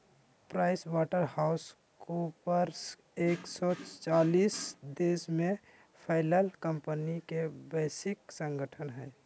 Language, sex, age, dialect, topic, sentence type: Magahi, male, 25-30, Southern, banking, statement